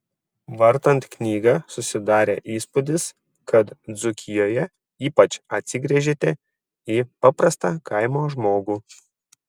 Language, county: Lithuanian, Šiauliai